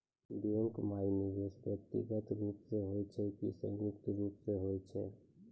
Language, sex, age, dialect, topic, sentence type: Maithili, male, 25-30, Angika, banking, question